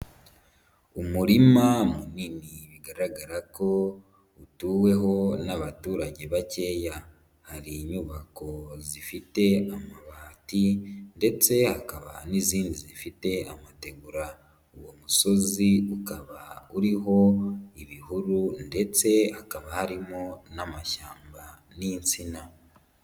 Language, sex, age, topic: Kinyarwanda, female, 18-24, agriculture